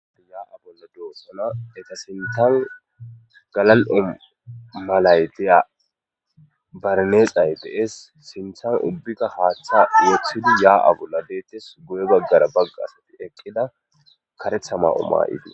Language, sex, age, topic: Gamo, male, 25-35, government